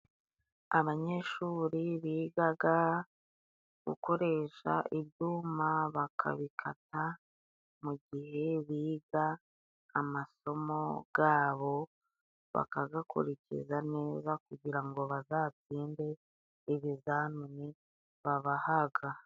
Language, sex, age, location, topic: Kinyarwanda, female, 25-35, Musanze, education